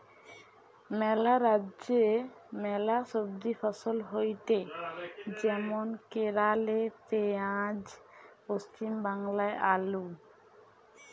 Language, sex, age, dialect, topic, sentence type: Bengali, male, 60-100, Western, agriculture, statement